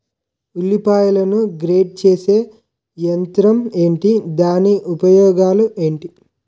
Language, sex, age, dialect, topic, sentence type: Telugu, male, 18-24, Utterandhra, agriculture, question